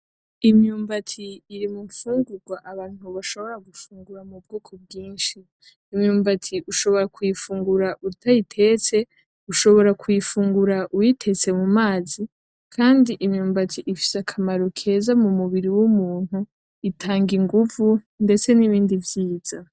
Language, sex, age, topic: Rundi, female, 18-24, agriculture